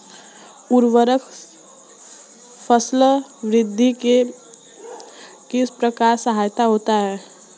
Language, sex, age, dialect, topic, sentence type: Hindi, male, 18-24, Marwari Dhudhari, agriculture, question